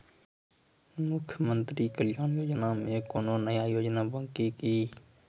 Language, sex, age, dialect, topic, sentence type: Maithili, male, 18-24, Angika, banking, question